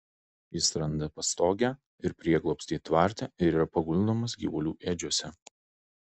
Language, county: Lithuanian, Alytus